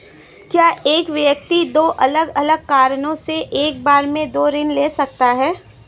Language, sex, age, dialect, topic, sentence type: Hindi, female, 18-24, Marwari Dhudhari, banking, question